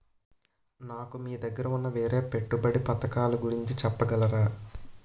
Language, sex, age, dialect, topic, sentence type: Telugu, male, 18-24, Utterandhra, banking, question